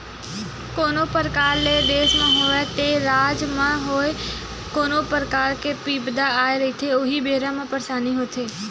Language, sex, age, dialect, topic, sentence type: Chhattisgarhi, female, 18-24, Western/Budati/Khatahi, banking, statement